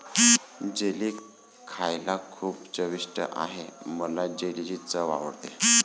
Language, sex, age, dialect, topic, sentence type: Marathi, male, 25-30, Varhadi, agriculture, statement